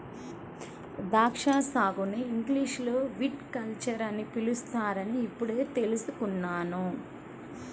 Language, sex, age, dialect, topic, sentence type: Telugu, female, 31-35, Central/Coastal, agriculture, statement